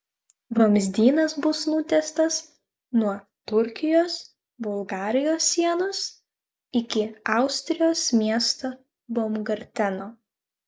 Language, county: Lithuanian, Vilnius